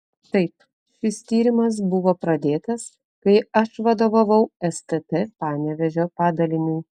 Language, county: Lithuanian, Telšiai